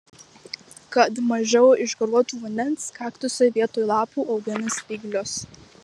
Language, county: Lithuanian, Marijampolė